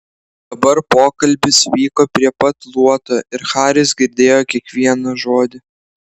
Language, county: Lithuanian, Klaipėda